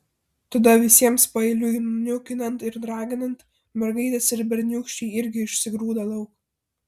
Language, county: Lithuanian, Vilnius